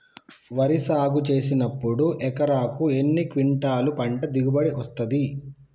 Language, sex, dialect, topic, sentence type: Telugu, male, Telangana, agriculture, question